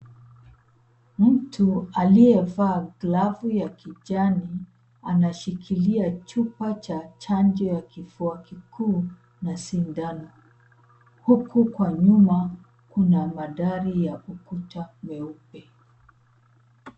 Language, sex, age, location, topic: Swahili, female, 36-49, Nairobi, health